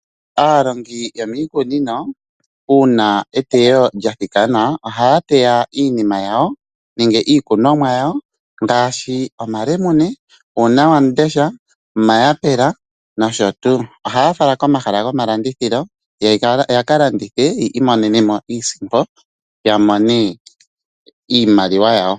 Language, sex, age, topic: Oshiwambo, male, 25-35, finance